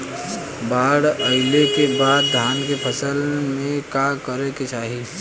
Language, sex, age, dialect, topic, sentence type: Bhojpuri, male, 25-30, Western, agriculture, question